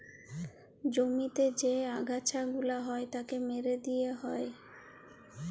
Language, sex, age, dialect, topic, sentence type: Bengali, female, 31-35, Jharkhandi, agriculture, statement